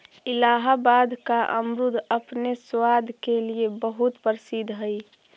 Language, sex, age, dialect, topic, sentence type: Magahi, female, 41-45, Central/Standard, agriculture, statement